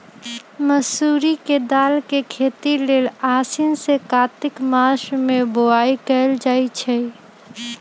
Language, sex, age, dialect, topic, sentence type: Magahi, female, 25-30, Western, agriculture, statement